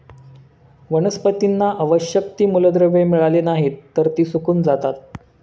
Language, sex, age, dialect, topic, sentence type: Marathi, male, 25-30, Standard Marathi, agriculture, statement